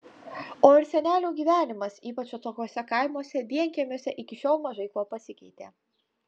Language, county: Lithuanian, Utena